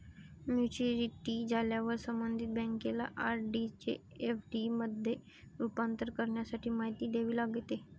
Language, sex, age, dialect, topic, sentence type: Marathi, female, 18-24, Varhadi, banking, statement